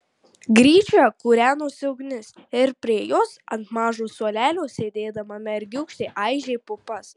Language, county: Lithuanian, Marijampolė